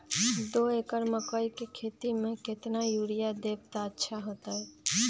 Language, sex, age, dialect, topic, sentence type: Magahi, female, 25-30, Western, agriculture, question